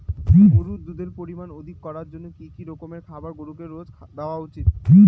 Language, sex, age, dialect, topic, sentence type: Bengali, male, 18-24, Rajbangshi, agriculture, question